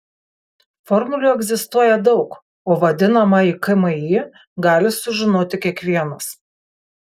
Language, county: Lithuanian, Kaunas